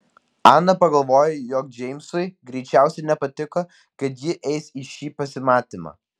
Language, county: Lithuanian, Vilnius